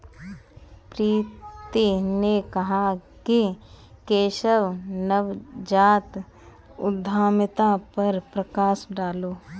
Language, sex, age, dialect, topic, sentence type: Hindi, female, 25-30, Kanauji Braj Bhasha, banking, statement